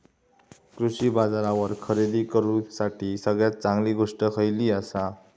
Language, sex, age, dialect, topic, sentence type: Marathi, male, 18-24, Southern Konkan, agriculture, question